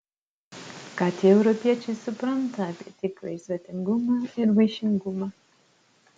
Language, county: Lithuanian, Utena